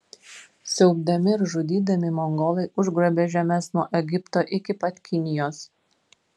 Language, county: Lithuanian, Vilnius